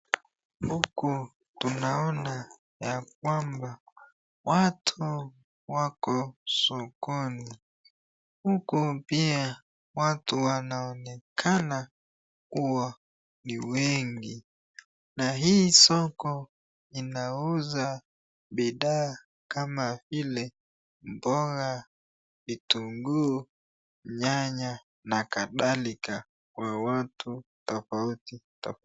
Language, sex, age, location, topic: Swahili, female, 36-49, Nakuru, finance